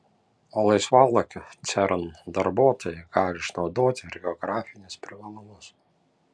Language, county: Lithuanian, Panevėžys